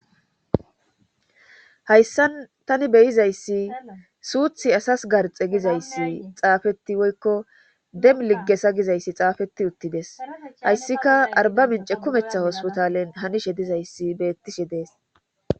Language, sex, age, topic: Gamo, male, 18-24, government